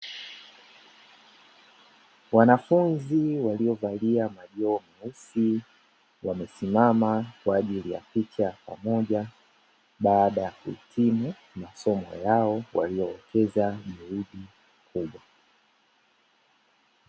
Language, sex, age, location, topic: Swahili, male, 18-24, Dar es Salaam, education